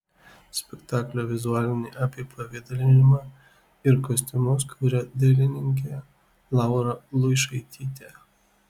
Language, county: Lithuanian, Kaunas